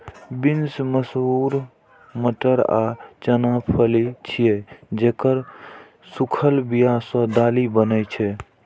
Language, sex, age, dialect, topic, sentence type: Maithili, male, 41-45, Eastern / Thethi, agriculture, statement